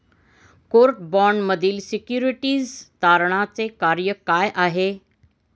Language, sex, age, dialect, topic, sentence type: Marathi, female, 51-55, Standard Marathi, banking, statement